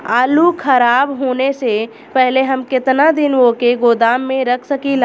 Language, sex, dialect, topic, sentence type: Bhojpuri, female, Southern / Standard, agriculture, question